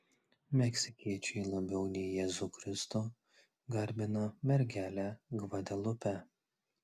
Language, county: Lithuanian, Klaipėda